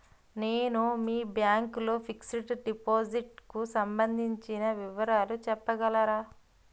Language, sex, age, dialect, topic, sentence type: Telugu, female, 31-35, Utterandhra, banking, question